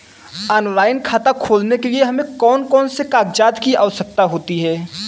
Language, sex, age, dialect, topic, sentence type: Hindi, male, 18-24, Kanauji Braj Bhasha, banking, question